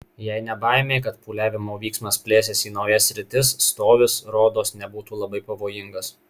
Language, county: Lithuanian, Marijampolė